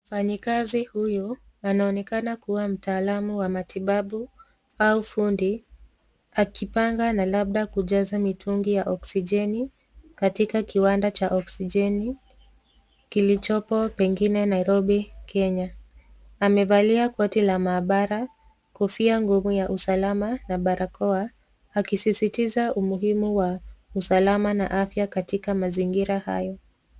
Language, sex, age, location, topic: Swahili, female, 25-35, Nakuru, health